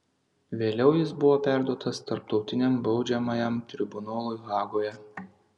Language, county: Lithuanian, Panevėžys